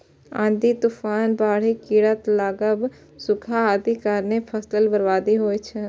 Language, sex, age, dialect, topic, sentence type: Maithili, female, 41-45, Eastern / Thethi, agriculture, statement